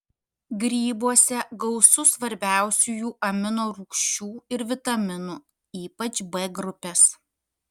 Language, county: Lithuanian, Kaunas